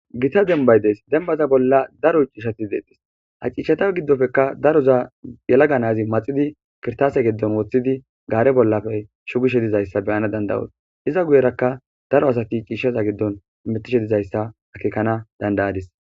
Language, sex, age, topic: Gamo, male, 18-24, agriculture